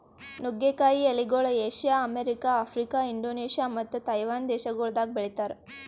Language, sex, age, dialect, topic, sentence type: Kannada, female, 18-24, Northeastern, agriculture, statement